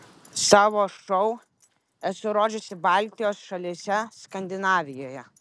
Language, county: Lithuanian, Vilnius